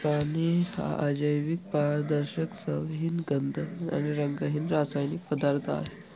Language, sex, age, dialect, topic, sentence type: Marathi, male, 18-24, Northern Konkan, agriculture, statement